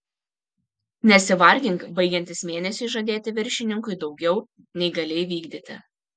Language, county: Lithuanian, Kaunas